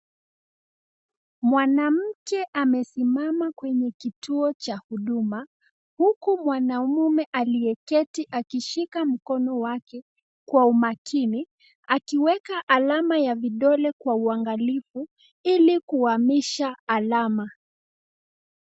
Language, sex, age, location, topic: Swahili, female, 18-24, Nakuru, government